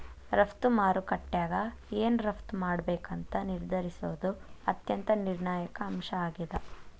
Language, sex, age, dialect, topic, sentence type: Kannada, female, 18-24, Dharwad Kannada, banking, statement